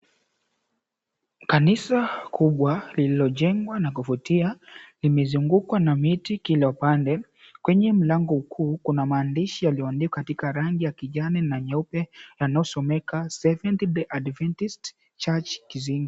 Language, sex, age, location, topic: Swahili, male, 18-24, Mombasa, government